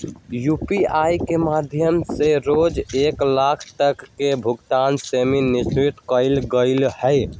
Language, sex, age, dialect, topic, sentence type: Magahi, male, 18-24, Western, banking, statement